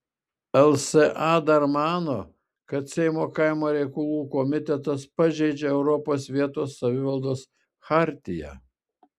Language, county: Lithuanian, Šiauliai